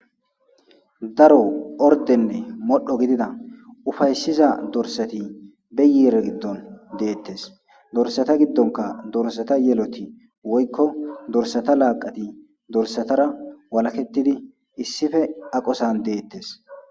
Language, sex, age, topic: Gamo, male, 25-35, agriculture